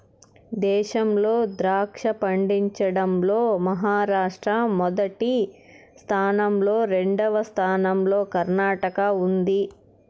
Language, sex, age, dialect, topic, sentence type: Telugu, male, 18-24, Southern, agriculture, statement